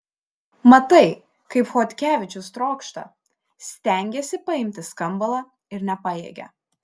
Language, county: Lithuanian, Šiauliai